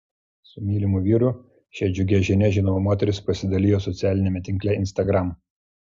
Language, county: Lithuanian, Klaipėda